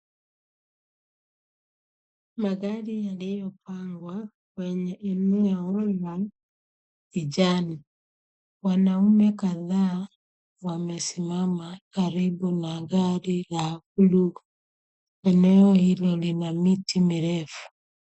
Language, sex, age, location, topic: Swahili, female, 25-35, Kisumu, finance